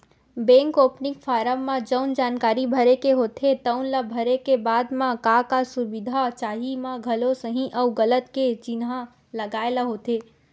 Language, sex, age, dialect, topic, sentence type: Chhattisgarhi, female, 18-24, Western/Budati/Khatahi, banking, statement